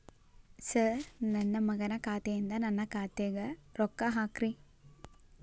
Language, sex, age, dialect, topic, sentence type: Kannada, female, 18-24, Dharwad Kannada, banking, question